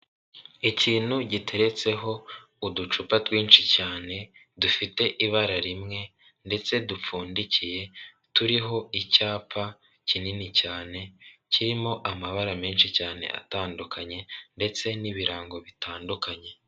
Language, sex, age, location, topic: Kinyarwanda, male, 36-49, Kigali, finance